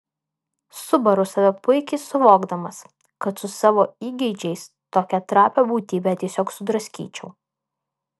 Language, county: Lithuanian, Alytus